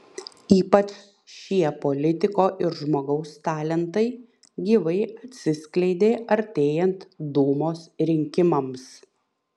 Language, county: Lithuanian, Panevėžys